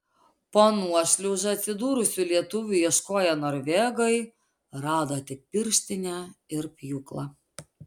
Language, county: Lithuanian, Alytus